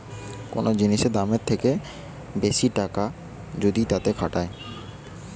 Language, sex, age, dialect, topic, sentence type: Bengali, male, 18-24, Western, banking, statement